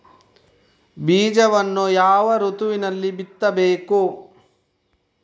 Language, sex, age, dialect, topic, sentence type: Kannada, male, 25-30, Coastal/Dakshin, agriculture, question